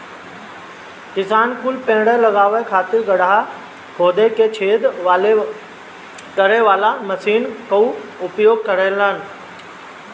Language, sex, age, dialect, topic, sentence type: Bhojpuri, male, 60-100, Northern, agriculture, statement